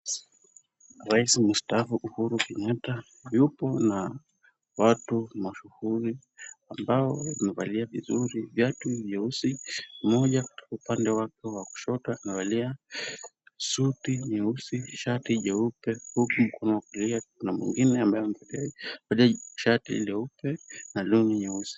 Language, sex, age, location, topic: Swahili, male, 18-24, Kisumu, government